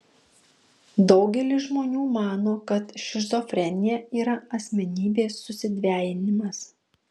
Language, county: Lithuanian, Marijampolė